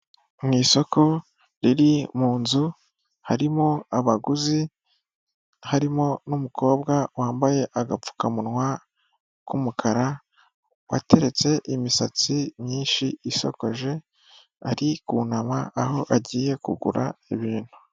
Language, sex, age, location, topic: Kinyarwanda, female, 25-35, Kigali, government